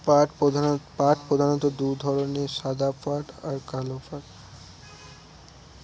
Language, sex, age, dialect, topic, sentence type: Bengali, male, 18-24, Northern/Varendri, agriculture, statement